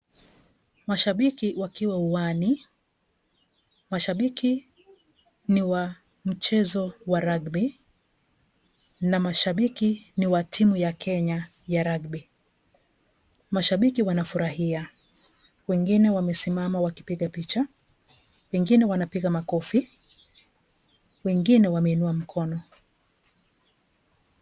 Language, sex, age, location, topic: Swahili, female, 36-49, Kisii, government